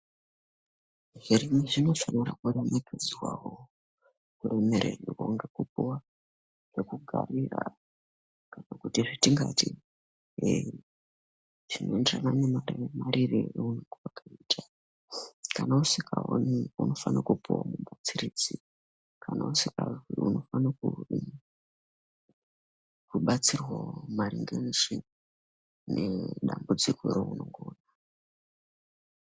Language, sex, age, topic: Ndau, male, 18-24, education